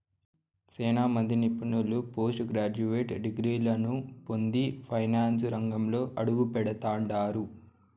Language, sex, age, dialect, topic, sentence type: Telugu, male, 25-30, Southern, banking, statement